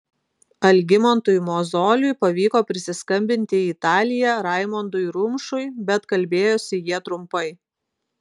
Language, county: Lithuanian, Klaipėda